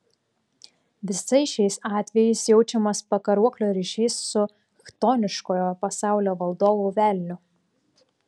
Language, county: Lithuanian, Klaipėda